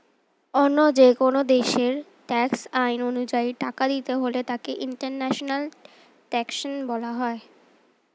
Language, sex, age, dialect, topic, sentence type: Bengali, female, 18-24, Standard Colloquial, banking, statement